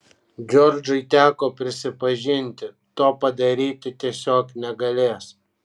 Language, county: Lithuanian, Kaunas